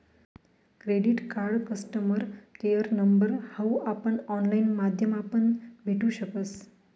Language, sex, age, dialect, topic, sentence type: Marathi, female, 31-35, Northern Konkan, banking, statement